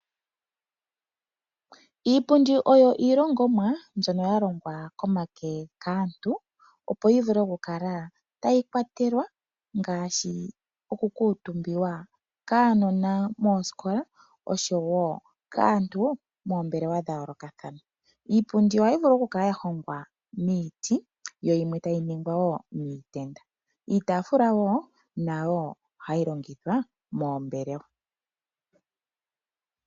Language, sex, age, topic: Oshiwambo, female, 25-35, finance